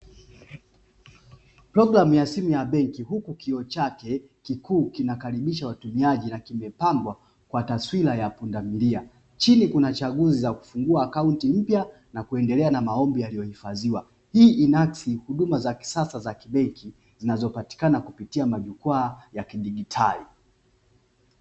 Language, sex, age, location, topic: Swahili, male, 25-35, Dar es Salaam, finance